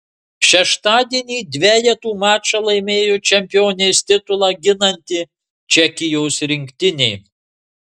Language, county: Lithuanian, Marijampolė